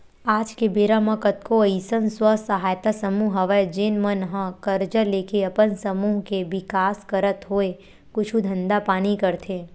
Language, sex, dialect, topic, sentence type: Chhattisgarhi, female, Western/Budati/Khatahi, banking, statement